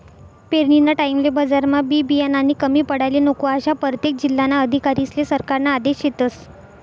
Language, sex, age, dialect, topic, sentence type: Marathi, female, 60-100, Northern Konkan, agriculture, statement